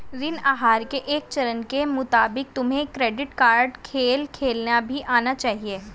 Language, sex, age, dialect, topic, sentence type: Hindi, male, 18-24, Hindustani Malvi Khadi Boli, banking, statement